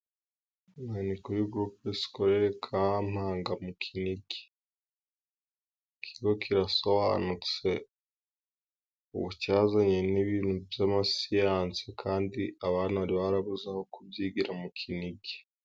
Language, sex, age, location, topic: Kinyarwanda, female, 18-24, Musanze, education